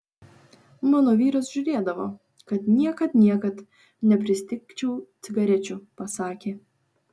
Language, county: Lithuanian, Vilnius